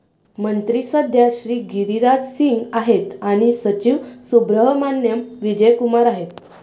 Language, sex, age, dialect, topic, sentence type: Marathi, female, 18-24, Varhadi, agriculture, statement